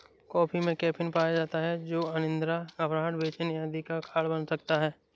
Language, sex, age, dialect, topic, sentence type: Hindi, male, 18-24, Awadhi Bundeli, agriculture, statement